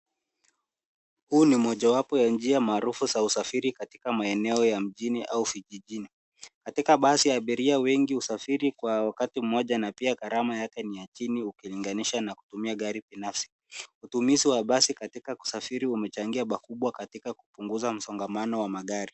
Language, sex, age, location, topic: Swahili, male, 18-24, Nairobi, government